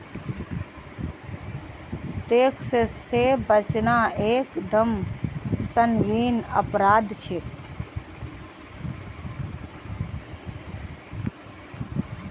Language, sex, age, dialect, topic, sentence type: Magahi, female, 25-30, Northeastern/Surjapuri, banking, statement